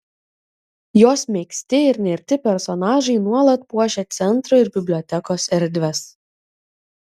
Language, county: Lithuanian, Kaunas